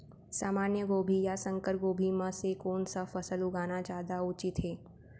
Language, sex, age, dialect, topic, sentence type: Chhattisgarhi, female, 18-24, Central, agriculture, question